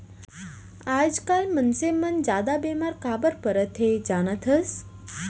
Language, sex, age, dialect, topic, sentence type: Chhattisgarhi, female, 25-30, Central, agriculture, statement